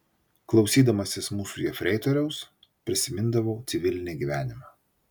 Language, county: Lithuanian, Vilnius